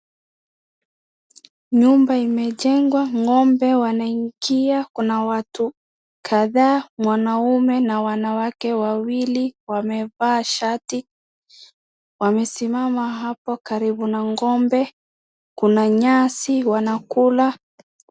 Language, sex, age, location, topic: Swahili, male, 18-24, Wajir, agriculture